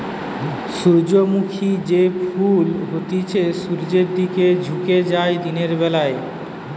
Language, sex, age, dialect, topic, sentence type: Bengali, male, 46-50, Western, agriculture, statement